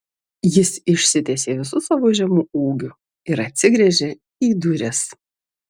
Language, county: Lithuanian, Vilnius